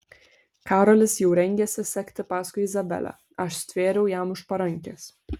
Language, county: Lithuanian, Kaunas